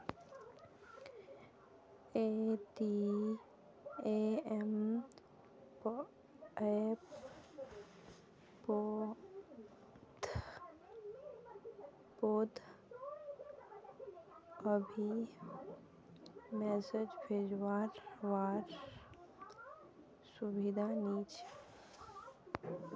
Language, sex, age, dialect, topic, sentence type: Magahi, female, 18-24, Northeastern/Surjapuri, agriculture, statement